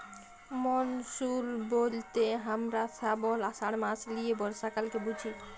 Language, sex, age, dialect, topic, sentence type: Bengali, female, 25-30, Jharkhandi, agriculture, statement